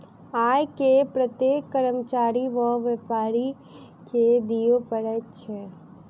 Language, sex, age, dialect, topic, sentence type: Maithili, female, 18-24, Southern/Standard, banking, statement